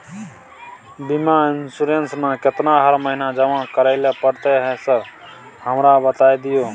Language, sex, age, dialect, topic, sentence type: Maithili, male, 31-35, Bajjika, banking, question